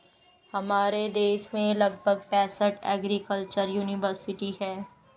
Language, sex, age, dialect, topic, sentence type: Hindi, female, 51-55, Hindustani Malvi Khadi Boli, agriculture, statement